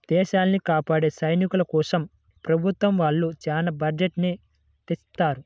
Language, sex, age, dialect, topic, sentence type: Telugu, male, 56-60, Central/Coastal, banking, statement